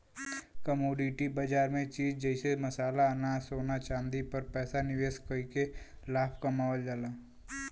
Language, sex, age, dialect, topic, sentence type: Bhojpuri, male, 18-24, Western, banking, statement